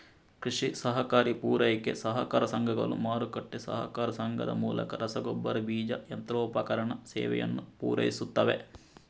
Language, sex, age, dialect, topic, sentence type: Kannada, male, 60-100, Coastal/Dakshin, agriculture, statement